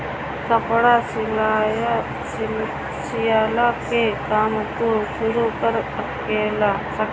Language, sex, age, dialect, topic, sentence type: Bhojpuri, female, 25-30, Northern, banking, statement